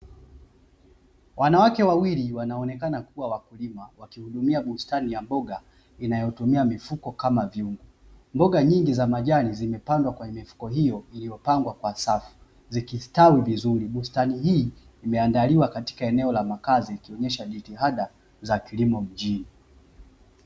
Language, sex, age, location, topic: Swahili, male, 25-35, Dar es Salaam, agriculture